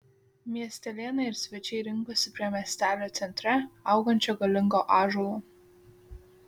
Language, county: Lithuanian, Šiauliai